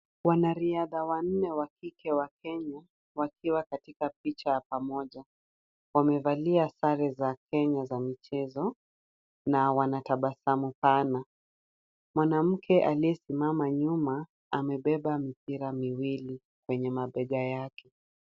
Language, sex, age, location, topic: Swahili, female, 25-35, Kisumu, government